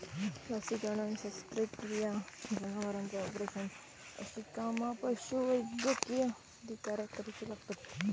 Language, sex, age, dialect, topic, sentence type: Marathi, female, 18-24, Southern Konkan, agriculture, statement